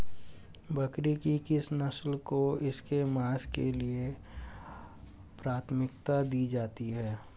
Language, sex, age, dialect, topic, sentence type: Hindi, male, 18-24, Hindustani Malvi Khadi Boli, agriculture, statement